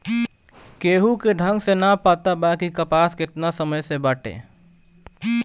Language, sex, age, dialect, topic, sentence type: Bhojpuri, male, 18-24, Northern, agriculture, statement